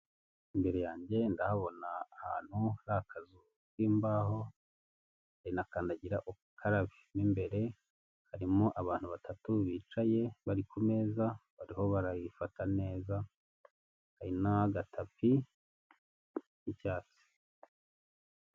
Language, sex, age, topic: Kinyarwanda, male, 25-35, government